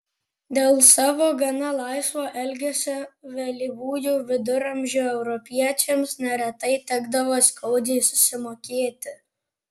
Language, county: Lithuanian, Panevėžys